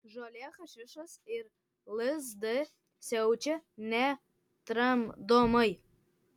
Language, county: Lithuanian, Kaunas